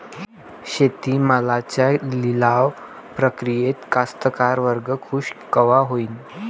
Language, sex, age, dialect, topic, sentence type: Marathi, male, <18, Varhadi, agriculture, question